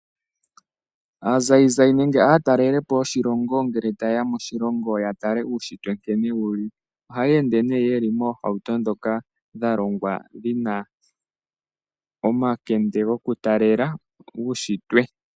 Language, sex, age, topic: Oshiwambo, male, 25-35, agriculture